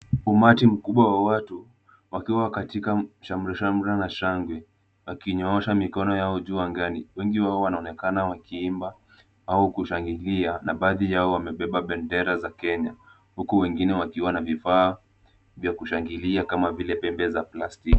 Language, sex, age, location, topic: Swahili, male, 18-24, Kisumu, government